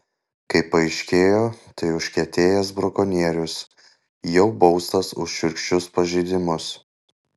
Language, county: Lithuanian, Panevėžys